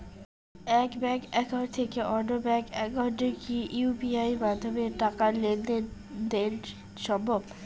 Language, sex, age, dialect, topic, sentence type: Bengali, female, 18-24, Rajbangshi, banking, question